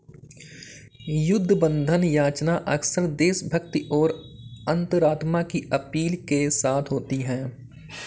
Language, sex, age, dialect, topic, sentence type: Hindi, male, 56-60, Kanauji Braj Bhasha, banking, statement